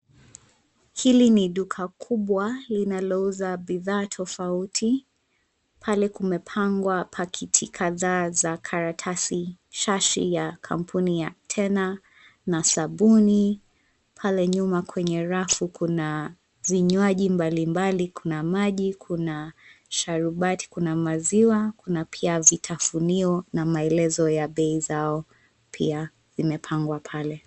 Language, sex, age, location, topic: Swahili, female, 25-35, Nairobi, finance